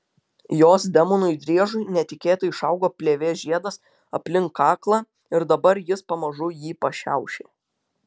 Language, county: Lithuanian, Utena